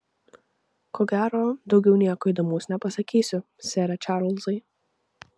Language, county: Lithuanian, Vilnius